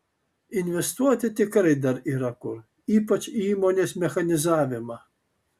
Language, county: Lithuanian, Kaunas